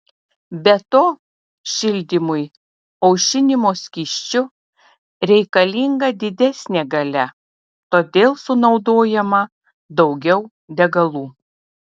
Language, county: Lithuanian, Telšiai